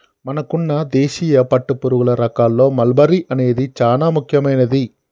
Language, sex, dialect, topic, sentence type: Telugu, male, Telangana, agriculture, statement